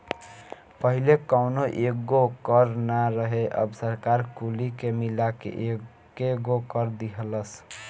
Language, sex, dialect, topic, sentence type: Bhojpuri, male, Southern / Standard, banking, statement